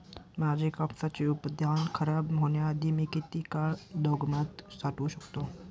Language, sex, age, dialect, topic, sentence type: Marathi, male, 18-24, Standard Marathi, agriculture, question